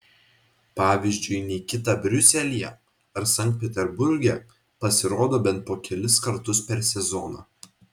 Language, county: Lithuanian, Vilnius